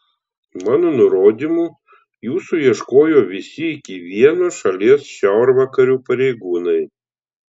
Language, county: Lithuanian, Telšiai